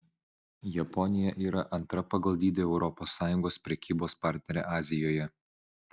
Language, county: Lithuanian, Vilnius